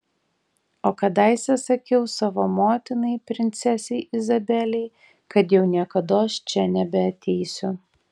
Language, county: Lithuanian, Tauragė